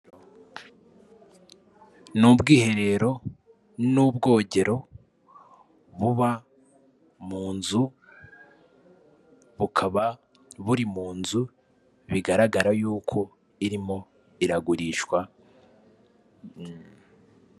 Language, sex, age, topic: Kinyarwanda, male, 18-24, finance